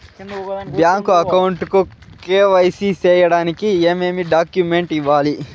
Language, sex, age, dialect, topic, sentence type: Telugu, male, 18-24, Southern, banking, question